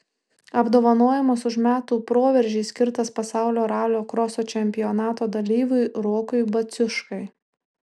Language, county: Lithuanian, Tauragė